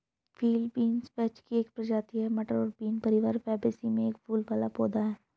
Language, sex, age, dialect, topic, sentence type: Hindi, female, 25-30, Hindustani Malvi Khadi Boli, agriculture, statement